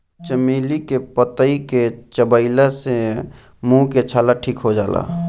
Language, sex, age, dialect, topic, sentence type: Bhojpuri, male, 18-24, Northern, agriculture, statement